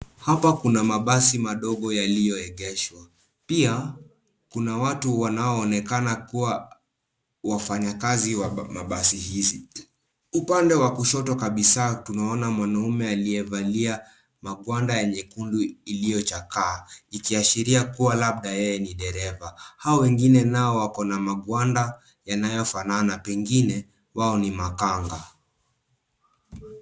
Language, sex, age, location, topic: Swahili, male, 18-24, Nairobi, government